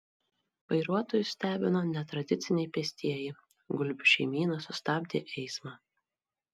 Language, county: Lithuanian, Marijampolė